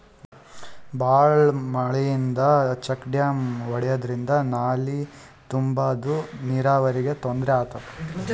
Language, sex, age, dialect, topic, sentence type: Kannada, male, 18-24, Northeastern, agriculture, statement